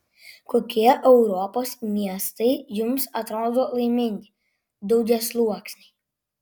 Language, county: Lithuanian, Vilnius